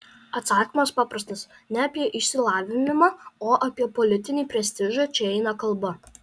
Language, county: Lithuanian, Alytus